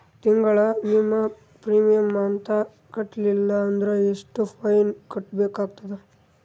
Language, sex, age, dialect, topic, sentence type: Kannada, male, 18-24, Northeastern, banking, question